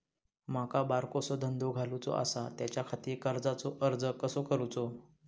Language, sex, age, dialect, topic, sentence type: Marathi, male, 31-35, Southern Konkan, banking, question